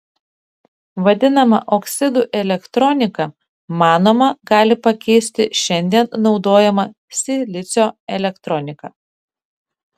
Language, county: Lithuanian, Šiauliai